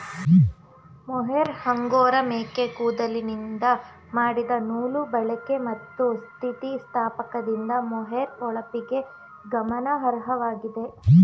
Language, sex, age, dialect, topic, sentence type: Kannada, female, 18-24, Mysore Kannada, agriculture, statement